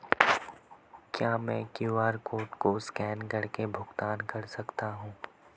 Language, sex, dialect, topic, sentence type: Hindi, male, Marwari Dhudhari, banking, question